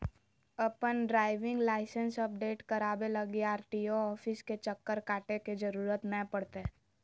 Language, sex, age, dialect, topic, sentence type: Magahi, female, 18-24, Southern, banking, statement